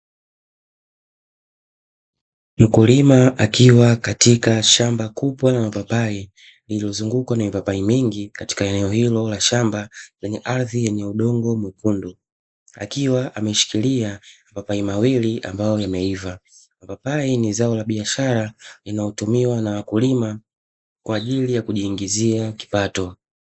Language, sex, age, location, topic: Swahili, male, 25-35, Dar es Salaam, agriculture